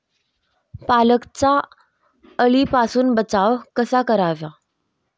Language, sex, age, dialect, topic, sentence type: Marathi, female, 18-24, Standard Marathi, agriculture, question